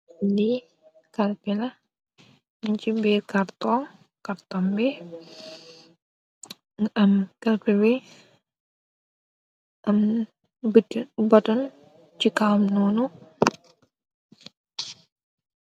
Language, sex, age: Wolof, female, 18-24